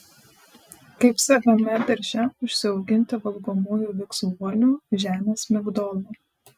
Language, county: Lithuanian, Panevėžys